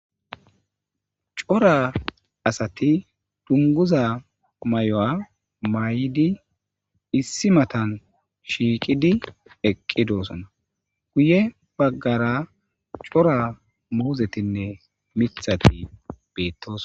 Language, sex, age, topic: Gamo, male, 25-35, government